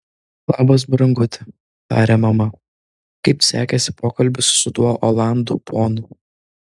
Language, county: Lithuanian, Vilnius